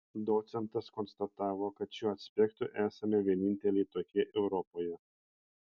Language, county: Lithuanian, Panevėžys